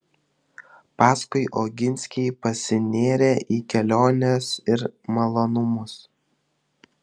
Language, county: Lithuanian, Vilnius